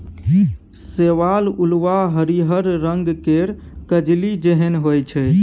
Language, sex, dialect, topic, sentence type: Maithili, male, Bajjika, agriculture, statement